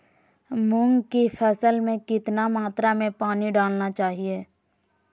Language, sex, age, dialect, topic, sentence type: Magahi, female, 25-30, Southern, agriculture, question